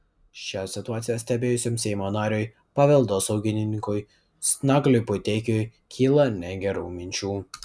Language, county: Lithuanian, Vilnius